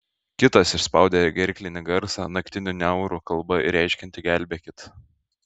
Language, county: Lithuanian, Šiauliai